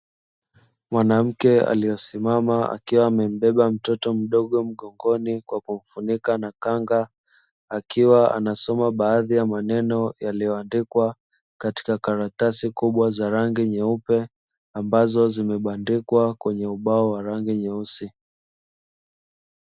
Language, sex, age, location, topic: Swahili, male, 25-35, Dar es Salaam, education